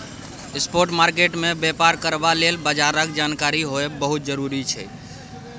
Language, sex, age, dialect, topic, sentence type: Maithili, male, 18-24, Bajjika, banking, statement